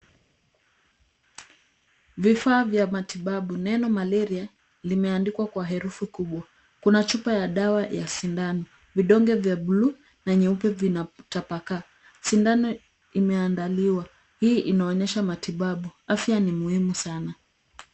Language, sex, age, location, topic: Swahili, female, 25-35, Nairobi, health